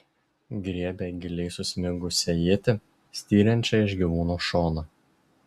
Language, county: Lithuanian, Šiauliai